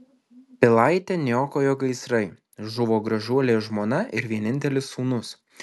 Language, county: Lithuanian, Alytus